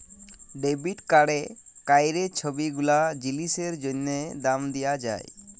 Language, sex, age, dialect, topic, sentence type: Bengali, male, 18-24, Jharkhandi, banking, statement